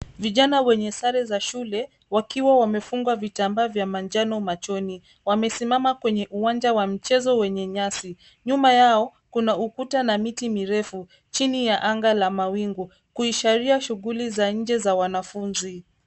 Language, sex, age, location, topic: Swahili, female, 25-35, Nairobi, education